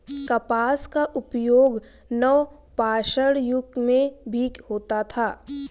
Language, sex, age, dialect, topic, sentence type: Hindi, female, 25-30, Hindustani Malvi Khadi Boli, agriculture, statement